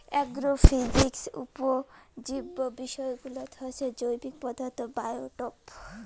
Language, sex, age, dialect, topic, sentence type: Bengali, female, 18-24, Rajbangshi, agriculture, statement